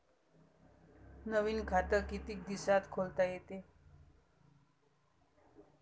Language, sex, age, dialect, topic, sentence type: Marathi, female, 31-35, Varhadi, banking, question